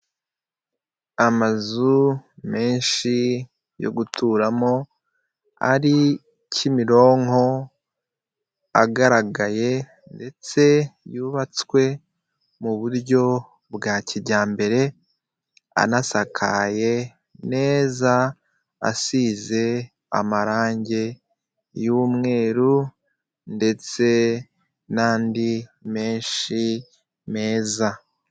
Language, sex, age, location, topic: Kinyarwanda, male, 25-35, Kigali, government